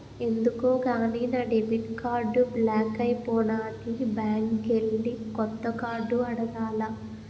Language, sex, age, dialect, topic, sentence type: Telugu, female, 18-24, Utterandhra, banking, statement